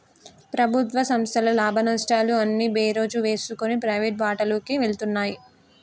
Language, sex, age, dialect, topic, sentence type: Telugu, female, 18-24, Telangana, banking, statement